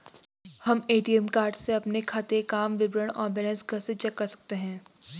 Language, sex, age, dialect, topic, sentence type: Hindi, female, 18-24, Garhwali, banking, question